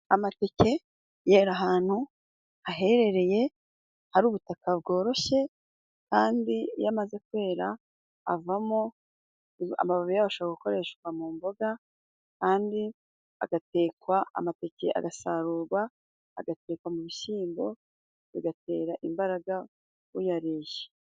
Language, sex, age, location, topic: Kinyarwanda, female, 36-49, Musanze, agriculture